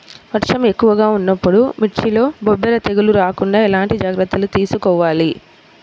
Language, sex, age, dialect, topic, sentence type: Telugu, female, 25-30, Central/Coastal, agriculture, question